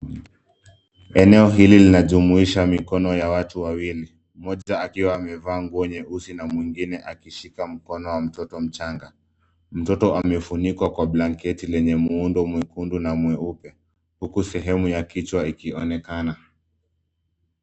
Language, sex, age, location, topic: Swahili, male, 25-35, Nairobi, health